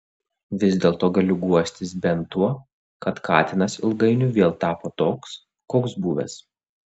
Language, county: Lithuanian, Klaipėda